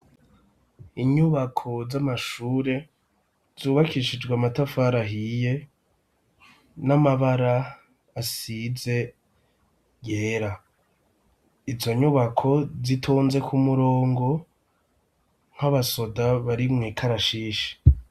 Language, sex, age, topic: Rundi, male, 36-49, education